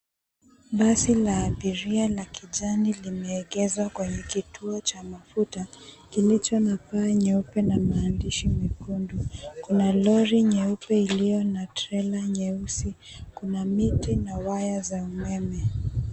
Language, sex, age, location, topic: Swahili, female, 18-24, Mombasa, government